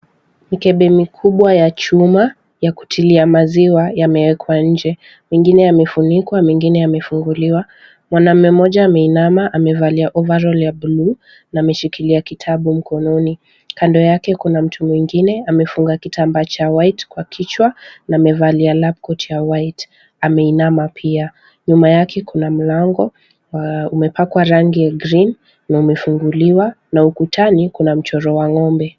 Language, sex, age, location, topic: Swahili, female, 18-24, Kisumu, agriculture